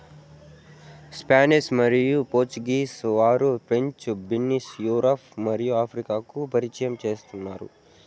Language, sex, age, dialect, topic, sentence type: Telugu, male, 18-24, Southern, agriculture, statement